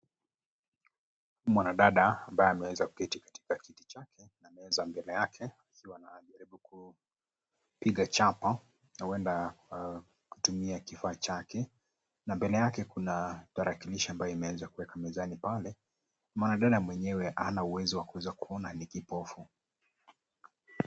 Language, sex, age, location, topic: Swahili, male, 25-35, Nairobi, education